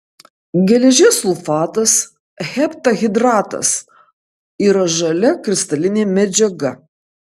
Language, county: Lithuanian, Kaunas